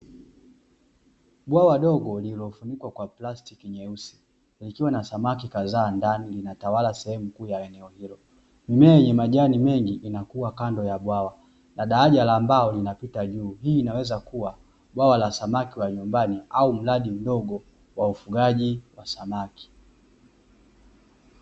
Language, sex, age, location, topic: Swahili, male, 18-24, Dar es Salaam, agriculture